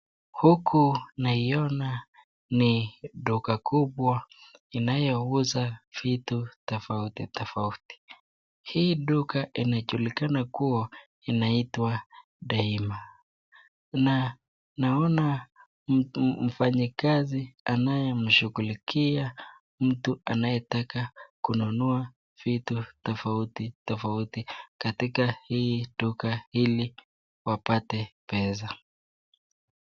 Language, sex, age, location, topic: Swahili, female, 36-49, Nakuru, finance